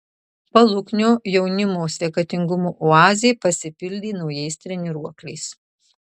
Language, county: Lithuanian, Marijampolė